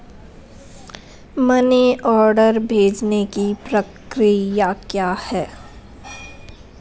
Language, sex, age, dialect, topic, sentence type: Hindi, female, 18-24, Marwari Dhudhari, banking, question